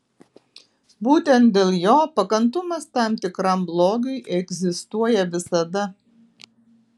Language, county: Lithuanian, Alytus